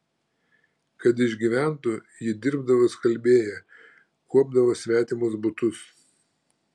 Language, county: Lithuanian, Klaipėda